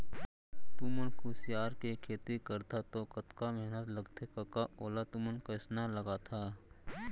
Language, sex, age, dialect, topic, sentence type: Chhattisgarhi, male, 56-60, Central, banking, statement